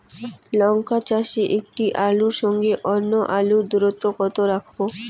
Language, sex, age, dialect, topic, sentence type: Bengali, female, 18-24, Rajbangshi, agriculture, question